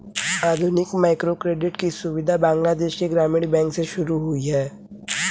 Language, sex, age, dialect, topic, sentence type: Hindi, male, 18-24, Kanauji Braj Bhasha, banking, statement